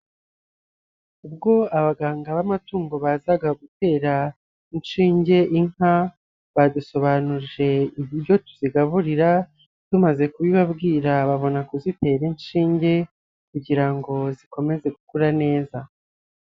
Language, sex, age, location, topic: Kinyarwanda, male, 25-35, Nyagatare, agriculture